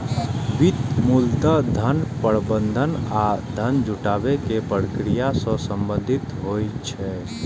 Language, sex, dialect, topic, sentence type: Maithili, male, Eastern / Thethi, banking, statement